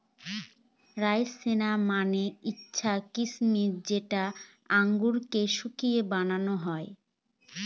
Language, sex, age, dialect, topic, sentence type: Bengali, female, 18-24, Northern/Varendri, agriculture, statement